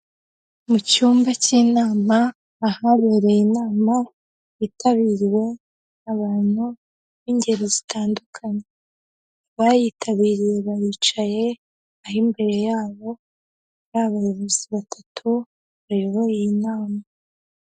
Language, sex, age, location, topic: Kinyarwanda, female, 18-24, Huye, health